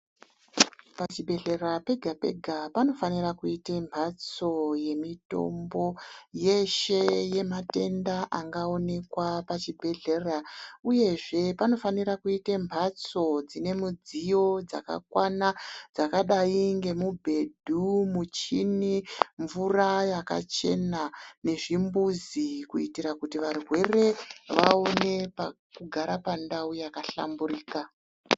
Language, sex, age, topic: Ndau, female, 36-49, health